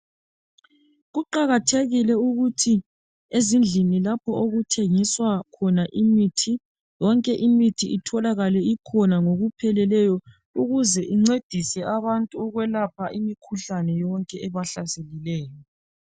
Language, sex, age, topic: North Ndebele, female, 36-49, health